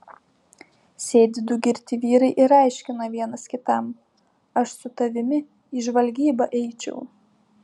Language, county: Lithuanian, Panevėžys